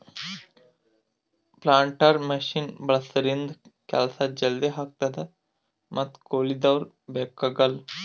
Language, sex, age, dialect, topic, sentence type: Kannada, male, 25-30, Northeastern, agriculture, statement